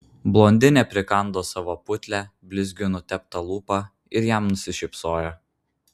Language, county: Lithuanian, Vilnius